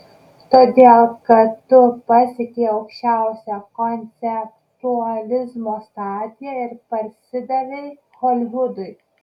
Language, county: Lithuanian, Kaunas